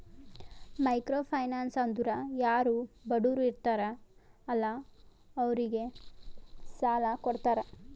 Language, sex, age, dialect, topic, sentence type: Kannada, female, 18-24, Northeastern, banking, statement